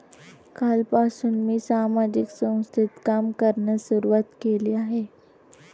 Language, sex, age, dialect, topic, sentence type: Marathi, female, 18-24, Standard Marathi, banking, statement